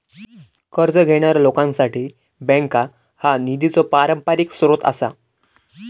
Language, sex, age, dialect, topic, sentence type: Marathi, male, 18-24, Southern Konkan, banking, statement